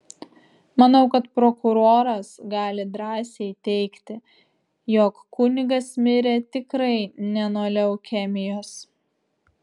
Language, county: Lithuanian, Vilnius